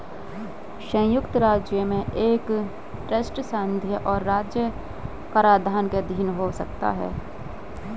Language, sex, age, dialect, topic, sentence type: Hindi, female, 25-30, Hindustani Malvi Khadi Boli, banking, statement